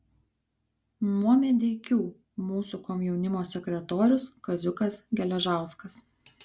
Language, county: Lithuanian, Kaunas